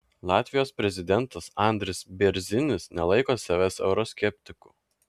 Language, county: Lithuanian, Klaipėda